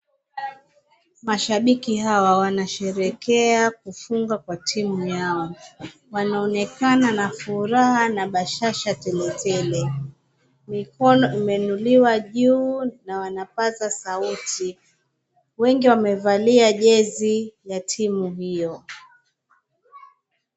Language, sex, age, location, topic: Swahili, female, 25-35, Mombasa, government